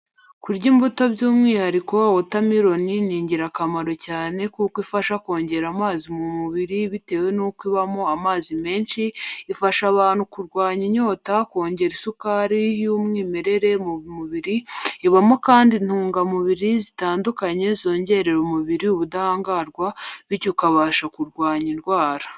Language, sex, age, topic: Kinyarwanda, female, 25-35, education